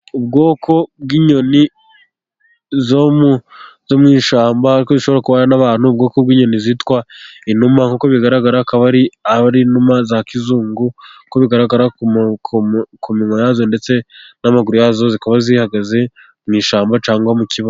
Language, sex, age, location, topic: Kinyarwanda, male, 25-35, Gakenke, agriculture